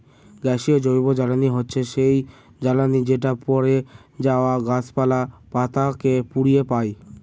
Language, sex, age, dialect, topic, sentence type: Bengali, male, <18, Northern/Varendri, agriculture, statement